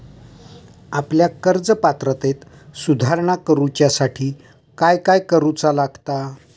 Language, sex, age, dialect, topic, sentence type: Marathi, male, 60-100, Southern Konkan, banking, question